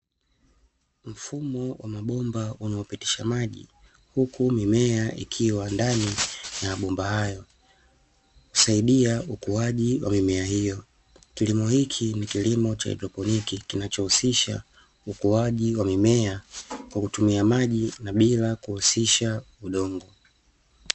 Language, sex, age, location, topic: Swahili, male, 25-35, Dar es Salaam, agriculture